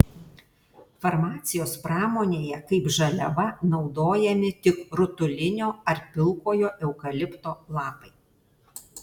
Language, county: Lithuanian, Alytus